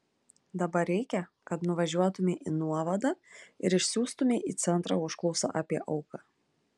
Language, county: Lithuanian, Klaipėda